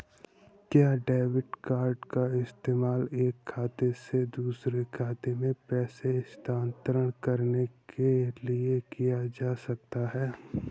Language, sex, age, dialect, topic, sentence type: Hindi, male, 18-24, Awadhi Bundeli, banking, question